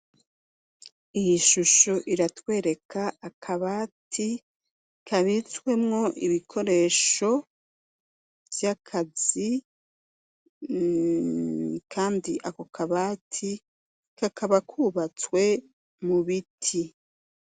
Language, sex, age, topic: Rundi, female, 36-49, education